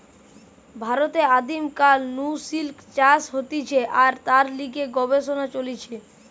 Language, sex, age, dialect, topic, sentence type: Bengali, male, 25-30, Western, agriculture, statement